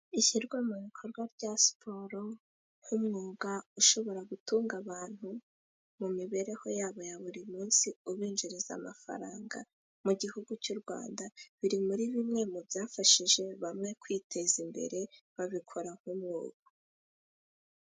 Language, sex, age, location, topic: Kinyarwanda, female, 18-24, Musanze, government